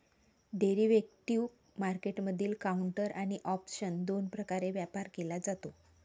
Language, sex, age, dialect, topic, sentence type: Marathi, female, 36-40, Varhadi, banking, statement